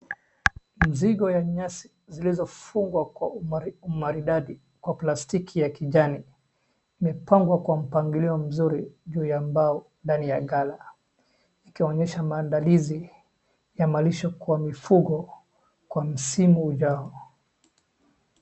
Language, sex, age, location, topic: Swahili, male, 18-24, Wajir, agriculture